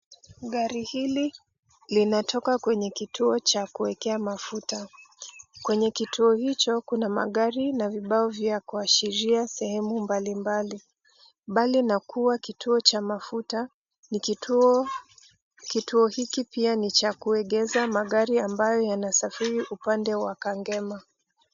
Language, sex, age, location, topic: Swahili, female, 36-49, Nairobi, government